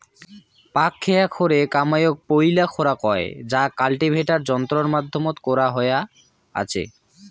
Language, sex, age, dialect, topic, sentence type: Bengali, male, 18-24, Rajbangshi, agriculture, statement